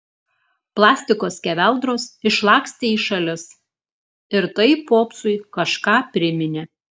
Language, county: Lithuanian, Klaipėda